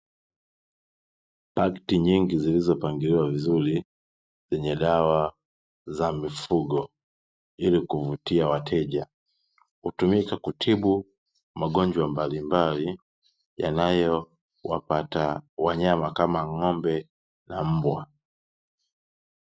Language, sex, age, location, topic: Swahili, male, 36-49, Dar es Salaam, agriculture